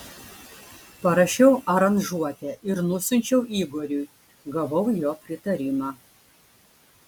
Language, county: Lithuanian, Klaipėda